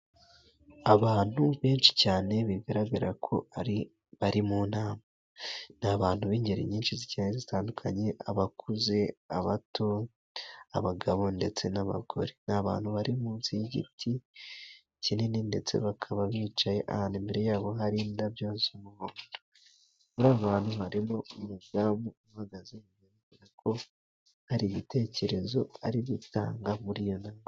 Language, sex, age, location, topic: Kinyarwanda, male, 18-24, Musanze, government